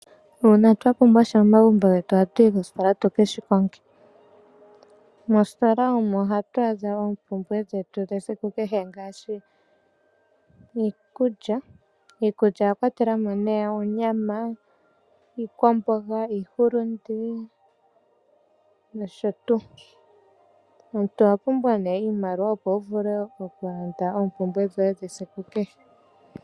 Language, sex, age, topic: Oshiwambo, female, 25-35, finance